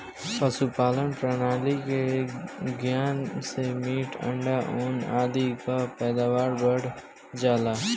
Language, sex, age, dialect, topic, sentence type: Bhojpuri, male, 18-24, Northern, agriculture, statement